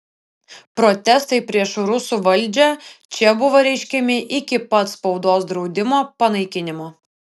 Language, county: Lithuanian, Vilnius